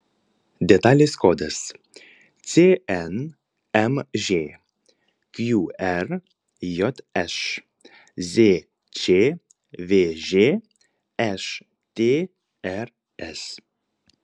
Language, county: Lithuanian, Panevėžys